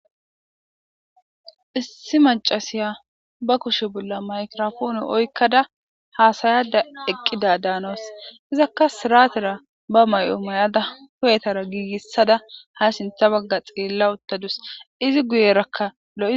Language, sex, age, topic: Gamo, female, 18-24, government